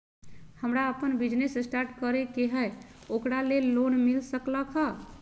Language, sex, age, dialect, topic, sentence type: Magahi, female, 25-30, Western, banking, question